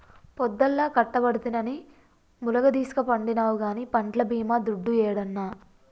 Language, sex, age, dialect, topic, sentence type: Telugu, female, 25-30, Telangana, banking, statement